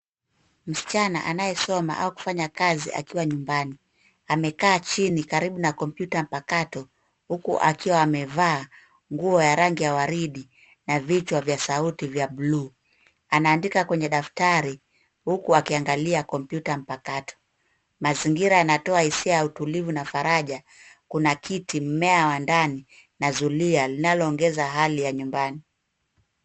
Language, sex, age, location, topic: Swahili, female, 18-24, Nairobi, education